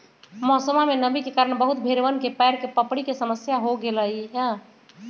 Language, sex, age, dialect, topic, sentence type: Magahi, female, 56-60, Western, agriculture, statement